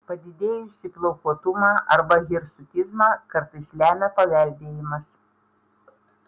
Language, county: Lithuanian, Panevėžys